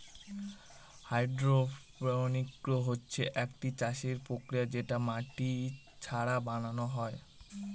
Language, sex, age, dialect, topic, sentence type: Bengali, male, 18-24, Northern/Varendri, agriculture, statement